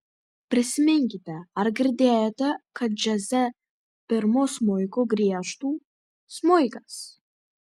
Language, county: Lithuanian, Vilnius